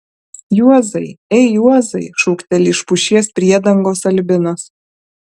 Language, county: Lithuanian, Alytus